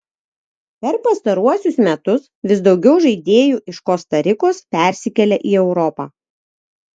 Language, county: Lithuanian, Vilnius